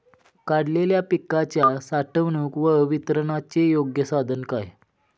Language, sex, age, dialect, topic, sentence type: Marathi, male, 25-30, Standard Marathi, agriculture, question